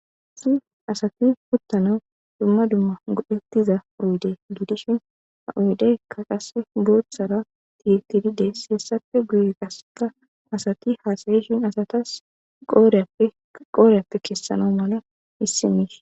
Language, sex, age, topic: Gamo, female, 25-35, government